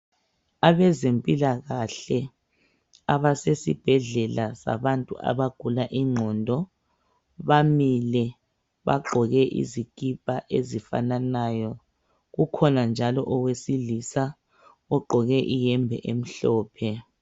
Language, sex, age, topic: North Ndebele, male, 36-49, health